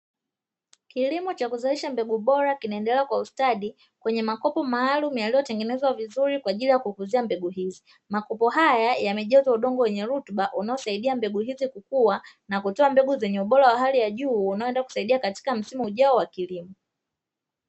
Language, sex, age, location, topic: Swahili, female, 25-35, Dar es Salaam, agriculture